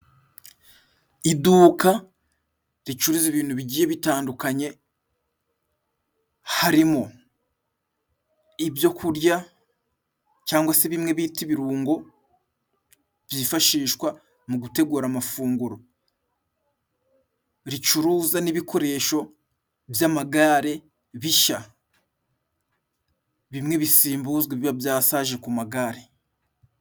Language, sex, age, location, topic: Kinyarwanda, male, 25-35, Musanze, finance